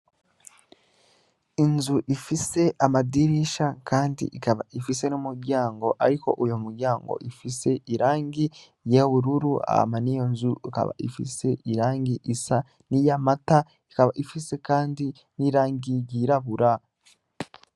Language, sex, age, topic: Rundi, male, 18-24, education